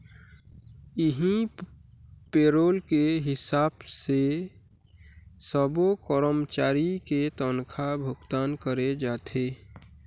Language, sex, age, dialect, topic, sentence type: Chhattisgarhi, male, 41-45, Eastern, banking, statement